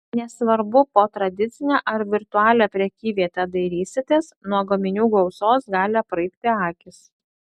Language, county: Lithuanian, Klaipėda